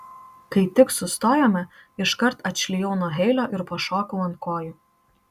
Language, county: Lithuanian, Marijampolė